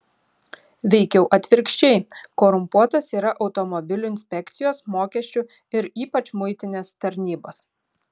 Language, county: Lithuanian, Šiauliai